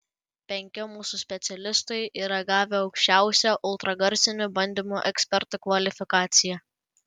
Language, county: Lithuanian, Panevėžys